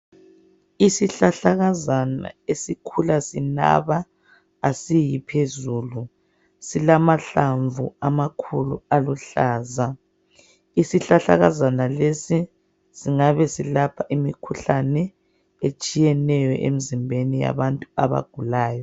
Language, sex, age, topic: North Ndebele, female, 36-49, health